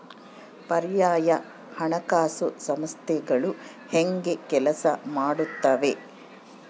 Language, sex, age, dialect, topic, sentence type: Kannada, female, 25-30, Central, banking, question